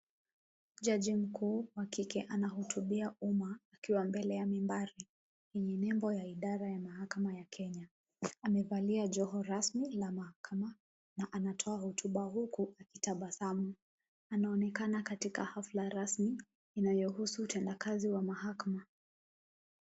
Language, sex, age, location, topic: Swahili, female, 18-24, Kisumu, government